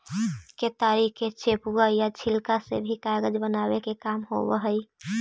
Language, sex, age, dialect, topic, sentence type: Magahi, female, 18-24, Central/Standard, banking, statement